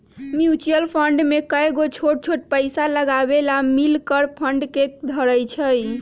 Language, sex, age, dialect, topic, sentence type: Magahi, female, 31-35, Western, banking, statement